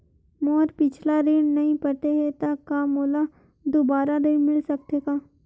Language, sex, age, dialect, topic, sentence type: Chhattisgarhi, female, 25-30, Western/Budati/Khatahi, banking, question